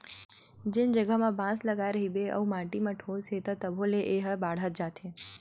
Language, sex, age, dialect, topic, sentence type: Chhattisgarhi, female, 18-24, Western/Budati/Khatahi, agriculture, statement